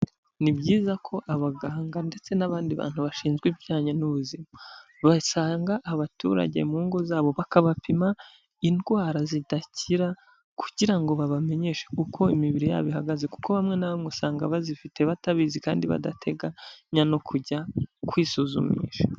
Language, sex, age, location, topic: Kinyarwanda, male, 25-35, Huye, health